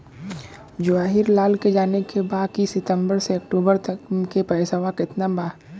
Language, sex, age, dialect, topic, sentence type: Bhojpuri, male, 25-30, Western, banking, question